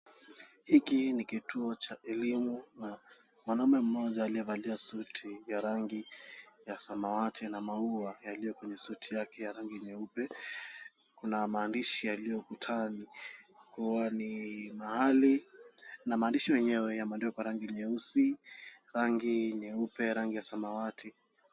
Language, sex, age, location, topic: Swahili, male, 18-24, Kisumu, education